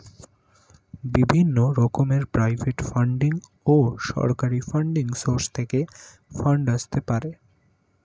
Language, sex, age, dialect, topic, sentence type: Bengali, male, 18-24, Standard Colloquial, banking, statement